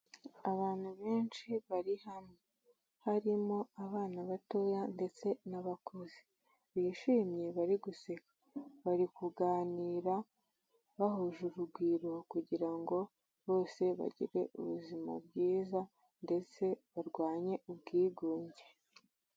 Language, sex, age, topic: Kinyarwanda, female, 18-24, health